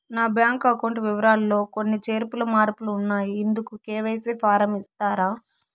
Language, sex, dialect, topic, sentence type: Telugu, female, Southern, banking, question